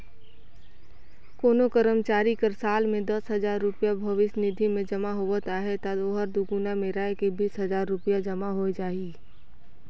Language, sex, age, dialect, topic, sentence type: Chhattisgarhi, female, 18-24, Northern/Bhandar, banking, statement